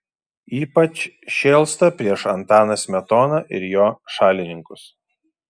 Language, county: Lithuanian, Šiauliai